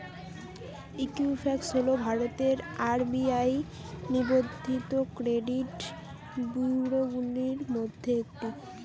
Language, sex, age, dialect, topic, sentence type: Bengali, female, 18-24, Rajbangshi, banking, question